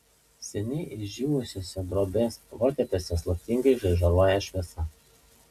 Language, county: Lithuanian, Panevėžys